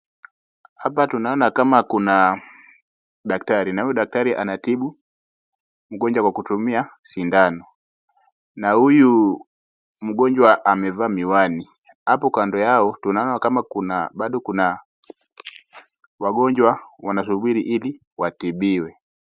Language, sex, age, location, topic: Swahili, male, 18-24, Wajir, health